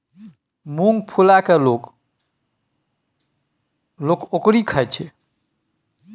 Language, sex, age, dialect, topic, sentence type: Maithili, male, 51-55, Bajjika, agriculture, statement